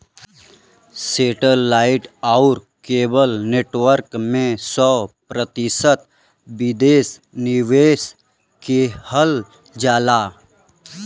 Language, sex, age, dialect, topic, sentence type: Bhojpuri, male, 25-30, Western, banking, statement